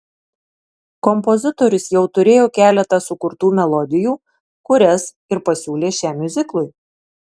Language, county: Lithuanian, Marijampolė